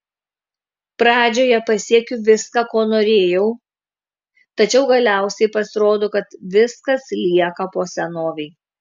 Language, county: Lithuanian, Kaunas